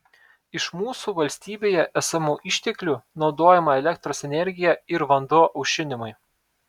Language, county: Lithuanian, Telšiai